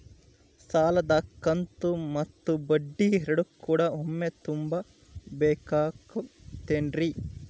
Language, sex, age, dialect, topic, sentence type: Kannada, male, 25-30, Dharwad Kannada, banking, question